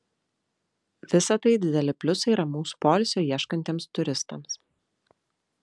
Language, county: Lithuanian, Vilnius